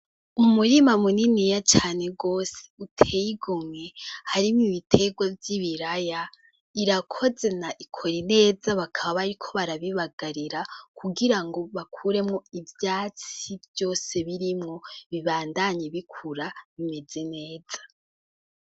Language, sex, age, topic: Rundi, female, 18-24, agriculture